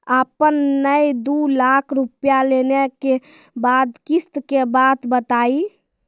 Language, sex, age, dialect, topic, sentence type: Maithili, female, 18-24, Angika, banking, question